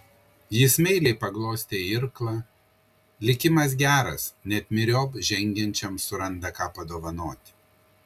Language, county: Lithuanian, Kaunas